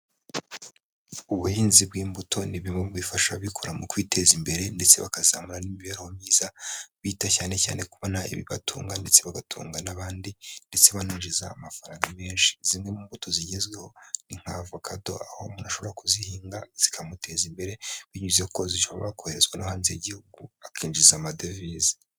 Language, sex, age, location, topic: Kinyarwanda, male, 25-35, Huye, agriculture